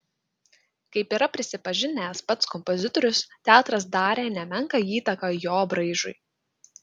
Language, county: Lithuanian, Klaipėda